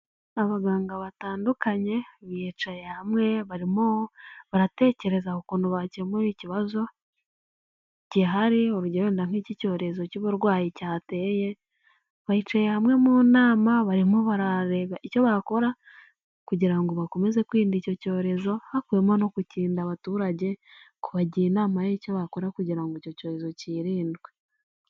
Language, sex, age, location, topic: Kinyarwanda, female, 18-24, Kigali, health